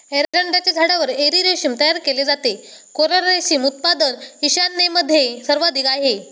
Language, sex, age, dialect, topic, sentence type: Marathi, male, 18-24, Standard Marathi, agriculture, statement